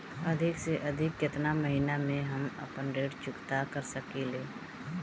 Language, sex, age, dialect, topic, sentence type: Bhojpuri, female, 18-24, Northern, banking, question